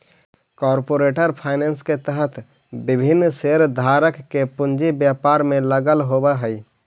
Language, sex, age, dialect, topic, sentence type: Magahi, male, 25-30, Central/Standard, banking, statement